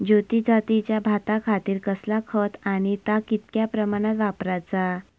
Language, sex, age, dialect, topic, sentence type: Marathi, female, 25-30, Southern Konkan, agriculture, question